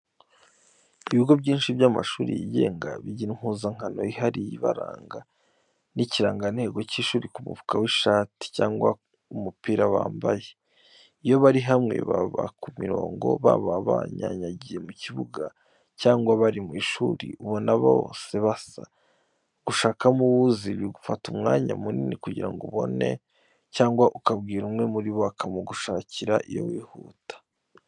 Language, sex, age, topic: Kinyarwanda, male, 25-35, education